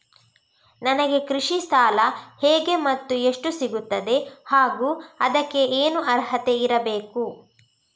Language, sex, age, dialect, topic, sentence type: Kannada, female, 18-24, Coastal/Dakshin, agriculture, question